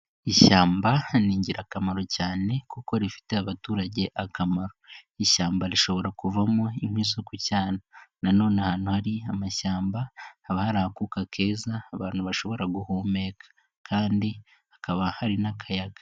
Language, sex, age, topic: Kinyarwanda, male, 18-24, agriculture